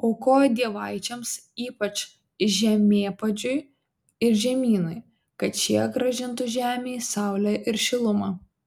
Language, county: Lithuanian, Vilnius